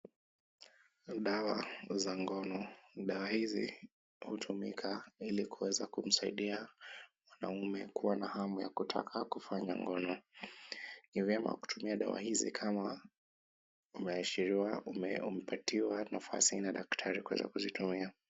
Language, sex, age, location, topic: Swahili, male, 25-35, Kisumu, health